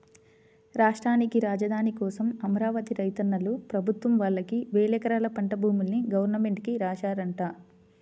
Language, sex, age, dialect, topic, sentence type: Telugu, female, 25-30, Central/Coastal, agriculture, statement